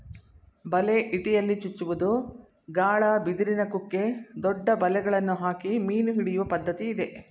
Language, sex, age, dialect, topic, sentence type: Kannada, female, 56-60, Mysore Kannada, agriculture, statement